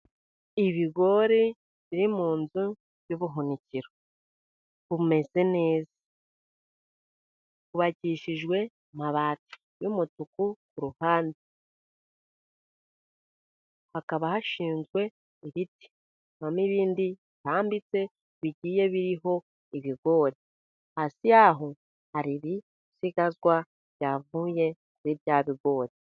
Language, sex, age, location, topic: Kinyarwanda, female, 50+, Musanze, agriculture